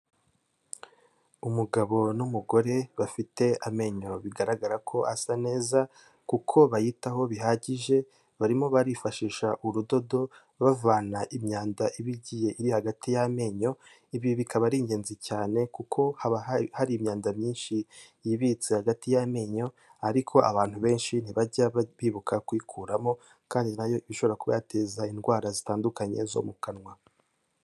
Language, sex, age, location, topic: Kinyarwanda, male, 18-24, Kigali, health